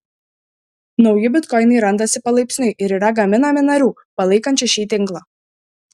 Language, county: Lithuanian, Šiauliai